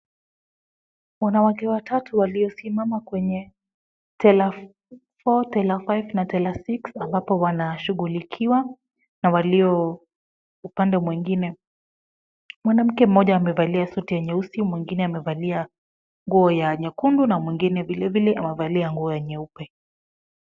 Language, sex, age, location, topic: Swahili, female, 25-35, Kisumu, finance